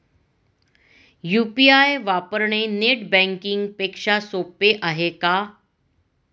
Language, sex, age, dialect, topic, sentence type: Marathi, female, 46-50, Standard Marathi, banking, question